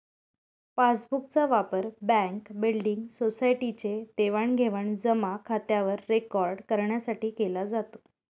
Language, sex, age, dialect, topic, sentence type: Marathi, female, 31-35, Northern Konkan, banking, statement